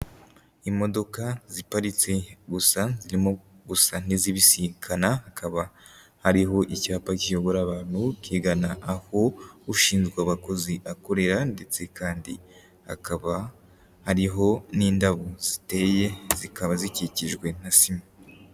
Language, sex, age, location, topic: Kinyarwanda, male, 18-24, Kigali, education